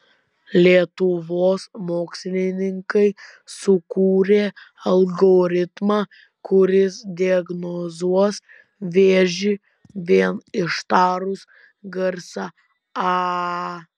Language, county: Lithuanian, Vilnius